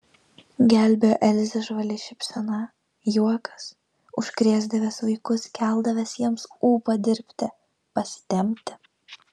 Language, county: Lithuanian, Vilnius